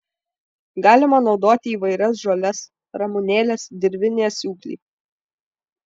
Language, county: Lithuanian, Vilnius